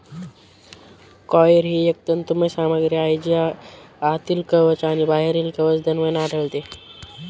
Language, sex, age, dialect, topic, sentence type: Marathi, male, 18-24, Northern Konkan, agriculture, statement